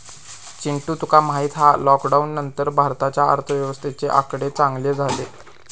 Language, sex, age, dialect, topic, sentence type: Marathi, male, 18-24, Southern Konkan, banking, statement